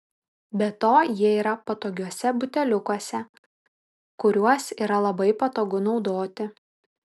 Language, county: Lithuanian, Vilnius